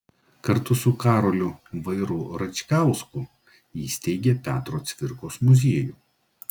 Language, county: Lithuanian, Klaipėda